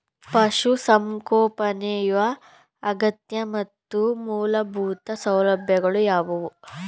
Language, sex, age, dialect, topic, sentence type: Kannada, female, 18-24, Mysore Kannada, agriculture, question